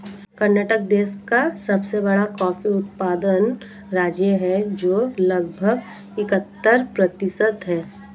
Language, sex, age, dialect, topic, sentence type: Hindi, female, 25-30, Marwari Dhudhari, agriculture, statement